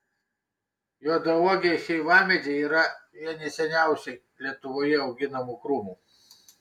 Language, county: Lithuanian, Kaunas